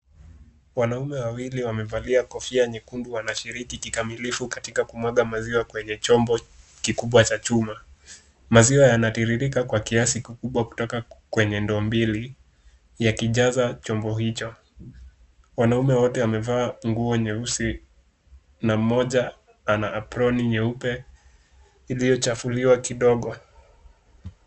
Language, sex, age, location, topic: Swahili, male, 18-24, Kisumu, agriculture